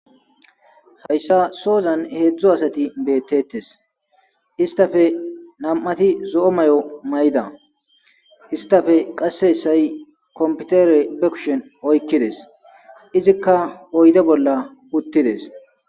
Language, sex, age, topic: Gamo, male, 25-35, government